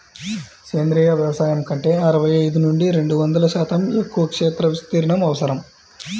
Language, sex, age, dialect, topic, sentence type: Telugu, male, 25-30, Central/Coastal, agriculture, statement